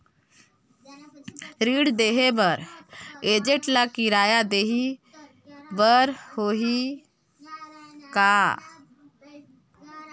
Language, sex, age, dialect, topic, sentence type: Chhattisgarhi, female, 56-60, Northern/Bhandar, banking, question